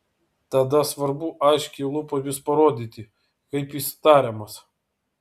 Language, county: Lithuanian, Vilnius